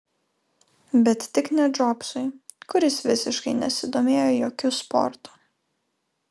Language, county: Lithuanian, Vilnius